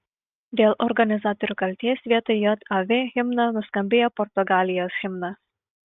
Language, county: Lithuanian, Šiauliai